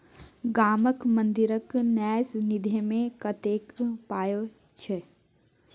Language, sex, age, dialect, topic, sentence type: Maithili, female, 18-24, Bajjika, banking, statement